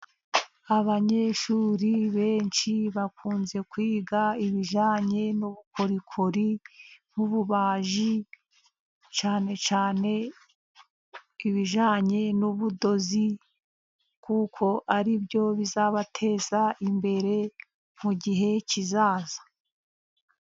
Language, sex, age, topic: Kinyarwanda, female, 50+, education